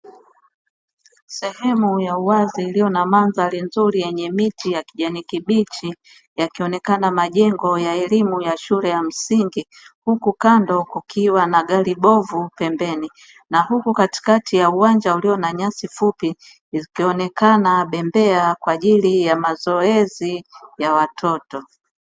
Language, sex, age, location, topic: Swahili, female, 36-49, Dar es Salaam, education